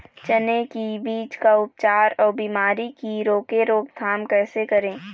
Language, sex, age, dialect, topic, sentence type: Chhattisgarhi, female, 18-24, Eastern, agriculture, question